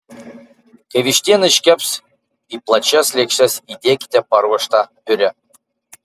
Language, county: Lithuanian, Marijampolė